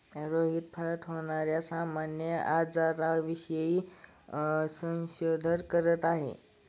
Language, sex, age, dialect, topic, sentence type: Marathi, male, 25-30, Standard Marathi, agriculture, statement